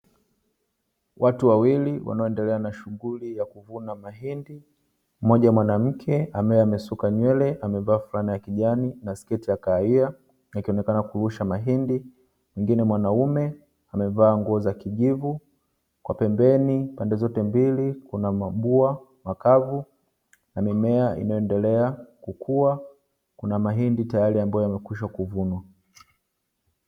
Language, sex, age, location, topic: Swahili, male, 25-35, Dar es Salaam, agriculture